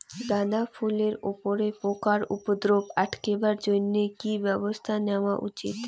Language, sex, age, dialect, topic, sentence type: Bengali, female, 18-24, Rajbangshi, agriculture, question